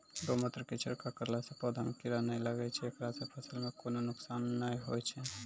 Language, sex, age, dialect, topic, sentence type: Maithili, male, 18-24, Angika, agriculture, question